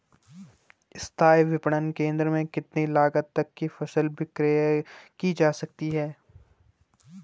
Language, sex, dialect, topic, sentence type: Hindi, male, Garhwali, agriculture, question